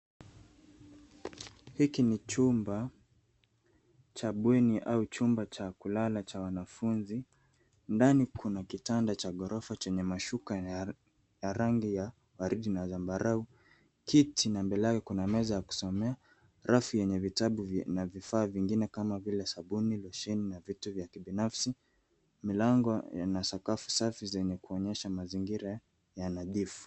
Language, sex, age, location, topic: Swahili, male, 18-24, Nairobi, education